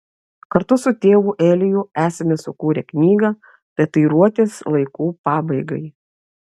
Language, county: Lithuanian, Klaipėda